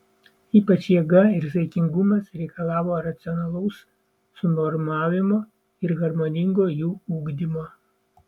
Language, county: Lithuanian, Vilnius